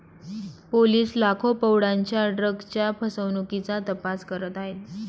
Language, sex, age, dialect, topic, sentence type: Marathi, female, 25-30, Northern Konkan, banking, statement